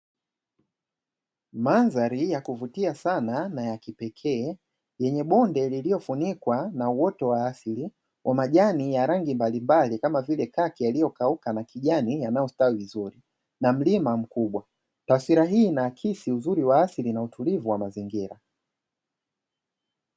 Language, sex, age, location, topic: Swahili, male, 25-35, Dar es Salaam, agriculture